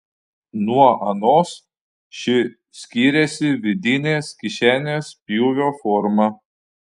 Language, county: Lithuanian, Panevėžys